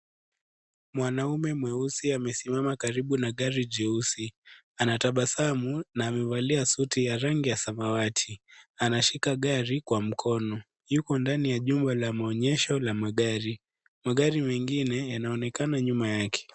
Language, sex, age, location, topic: Swahili, male, 18-24, Kisii, finance